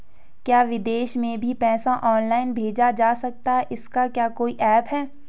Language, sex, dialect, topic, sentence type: Hindi, female, Garhwali, banking, question